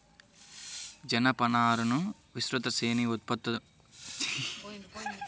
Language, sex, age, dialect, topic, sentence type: Telugu, female, 31-35, Central/Coastal, agriculture, statement